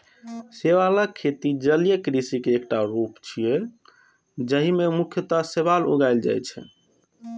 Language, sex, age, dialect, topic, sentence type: Maithili, male, 25-30, Eastern / Thethi, agriculture, statement